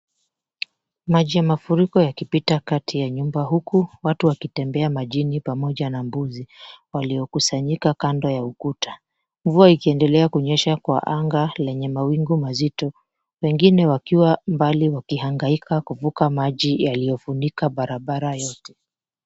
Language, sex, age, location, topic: Swahili, female, 25-35, Mombasa, health